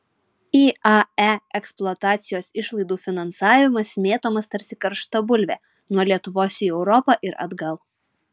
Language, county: Lithuanian, Utena